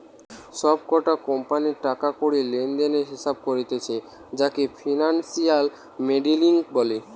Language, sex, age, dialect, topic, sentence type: Bengali, male, <18, Western, banking, statement